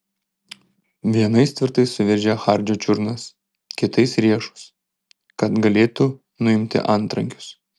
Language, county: Lithuanian, Šiauliai